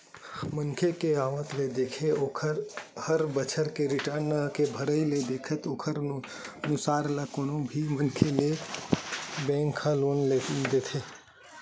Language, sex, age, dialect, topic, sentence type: Chhattisgarhi, male, 18-24, Western/Budati/Khatahi, banking, statement